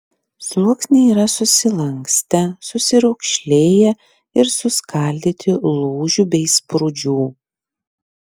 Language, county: Lithuanian, Klaipėda